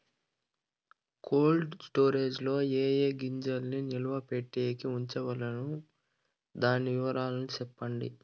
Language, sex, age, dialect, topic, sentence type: Telugu, male, 41-45, Southern, agriculture, question